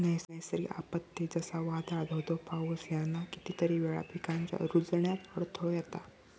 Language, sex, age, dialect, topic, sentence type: Marathi, male, 60-100, Southern Konkan, agriculture, statement